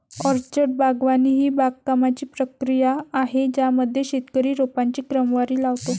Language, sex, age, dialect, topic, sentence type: Marathi, female, 18-24, Varhadi, agriculture, statement